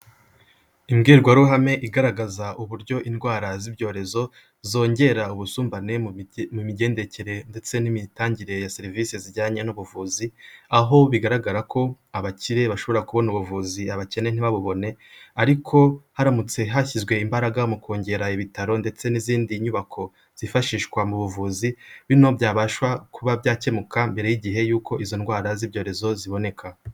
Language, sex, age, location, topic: Kinyarwanda, male, 18-24, Kigali, health